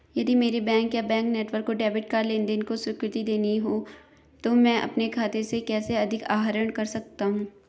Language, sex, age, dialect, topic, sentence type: Hindi, male, 18-24, Hindustani Malvi Khadi Boli, banking, question